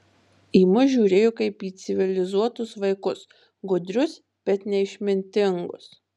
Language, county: Lithuanian, Marijampolė